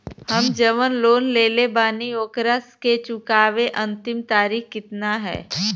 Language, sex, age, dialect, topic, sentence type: Bhojpuri, female, 25-30, Western, banking, question